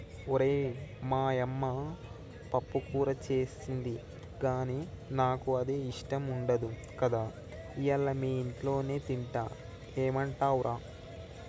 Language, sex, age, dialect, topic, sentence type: Telugu, male, 18-24, Telangana, agriculture, statement